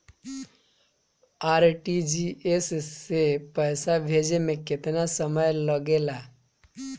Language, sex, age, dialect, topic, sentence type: Bhojpuri, male, 25-30, Northern, banking, question